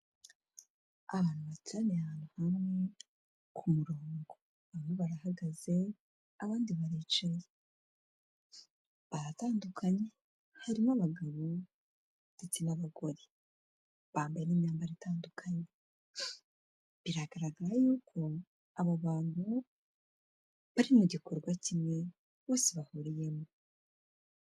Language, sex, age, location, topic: Kinyarwanda, female, 25-35, Kigali, health